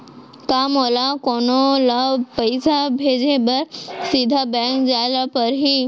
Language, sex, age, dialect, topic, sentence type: Chhattisgarhi, female, 18-24, Central, banking, question